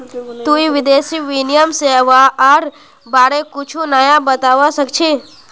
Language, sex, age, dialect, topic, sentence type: Magahi, female, 41-45, Northeastern/Surjapuri, banking, statement